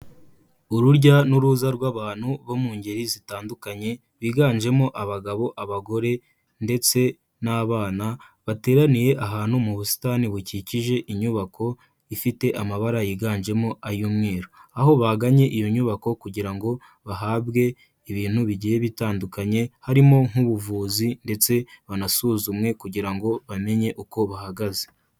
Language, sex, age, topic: Kinyarwanda, male, 18-24, health